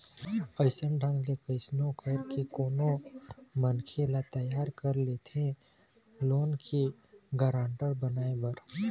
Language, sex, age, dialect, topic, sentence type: Chhattisgarhi, male, 18-24, Eastern, banking, statement